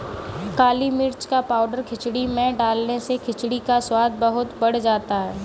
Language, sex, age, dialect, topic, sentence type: Hindi, female, 18-24, Kanauji Braj Bhasha, agriculture, statement